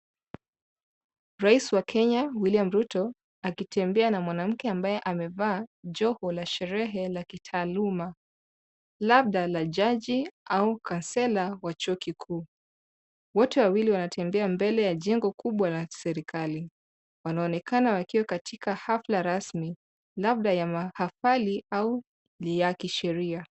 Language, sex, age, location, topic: Swahili, female, 25-35, Mombasa, government